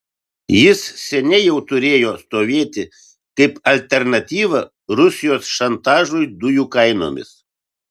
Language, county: Lithuanian, Vilnius